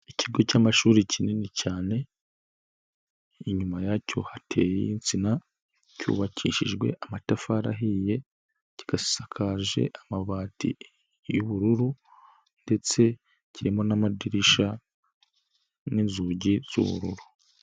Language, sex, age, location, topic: Kinyarwanda, male, 25-35, Nyagatare, education